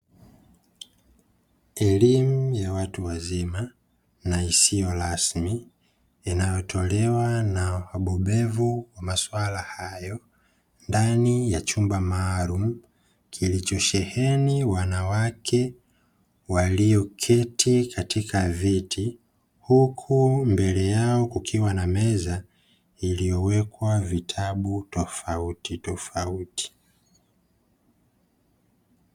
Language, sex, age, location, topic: Swahili, female, 18-24, Dar es Salaam, education